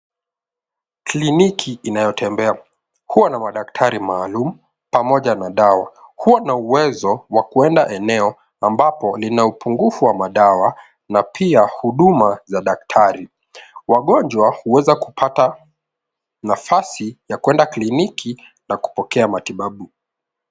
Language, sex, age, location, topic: Swahili, male, 18-24, Nairobi, health